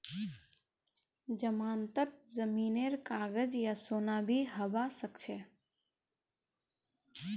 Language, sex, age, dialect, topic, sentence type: Magahi, female, 18-24, Northeastern/Surjapuri, banking, statement